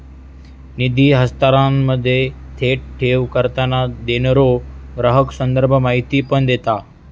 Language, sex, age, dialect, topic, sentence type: Marathi, male, 18-24, Southern Konkan, banking, statement